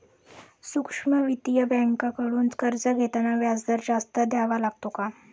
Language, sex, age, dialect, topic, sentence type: Marathi, female, 31-35, Standard Marathi, banking, question